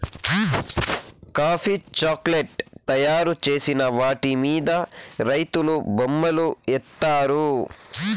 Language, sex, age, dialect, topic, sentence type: Telugu, male, 18-24, Southern, banking, statement